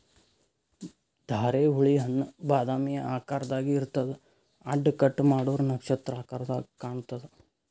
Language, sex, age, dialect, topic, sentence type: Kannada, male, 18-24, Northeastern, agriculture, statement